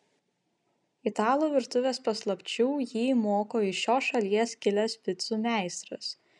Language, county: Lithuanian, Vilnius